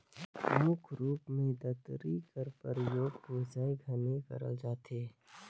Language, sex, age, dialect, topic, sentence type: Chhattisgarhi, male, 51-55, Northern/Bhandar, agriculture, statement